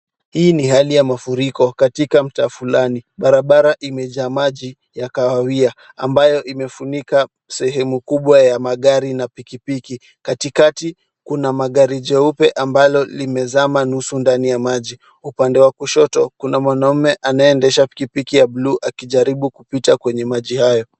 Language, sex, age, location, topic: Swahili, male, 18-24, Kisumu, health